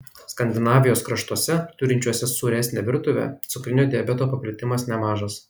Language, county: Lithuanian, Kaunas